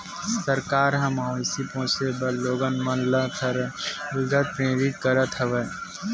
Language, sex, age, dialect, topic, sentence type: Chhattisgarhi, male, 18-24, Western/Budati/Khatahi, agriculture, statement